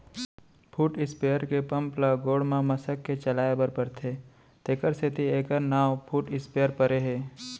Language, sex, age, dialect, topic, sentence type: Chhattisgarhi, male, 18-24, Central, agriculture, statement